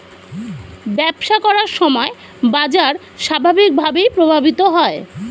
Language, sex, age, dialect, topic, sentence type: Bengali, female, 31-35, Standard Colloquial, banking, statement